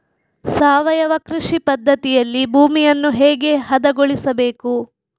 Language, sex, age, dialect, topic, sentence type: Kannada, female, 46-50, Coastal/Dakshin, agriculture, question